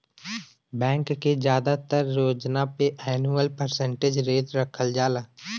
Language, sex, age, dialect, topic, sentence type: Bhojpuri, male, 25-30, Western, banking, statement